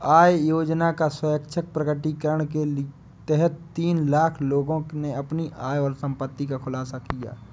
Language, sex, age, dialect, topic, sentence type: Hindi, male, 25-30, Awadhi Bundeli, banking, statement